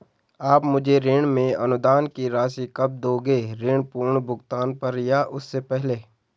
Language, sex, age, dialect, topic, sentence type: Hindi, male, 18-24, Garhwali, banking, question